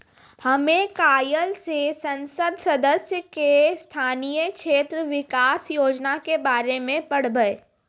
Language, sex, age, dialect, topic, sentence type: Maithili, female, 36-40, Angika, banking, statement